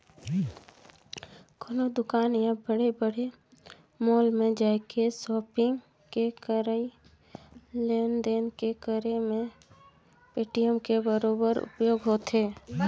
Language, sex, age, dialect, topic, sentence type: Chhattisgarhi, female, 25-30, Northern/Bhandar, banking, statement